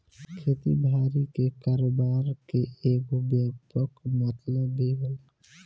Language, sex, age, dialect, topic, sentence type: Bhojpuri, male, 18-24, Southern / Standard, agriculture, statement